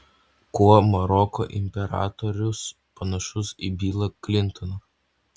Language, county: Lithuanian, Utena